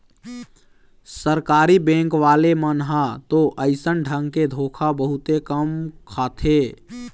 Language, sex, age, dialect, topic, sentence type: Chhattisgarhi, male, 18-24, Eastern, banking, statement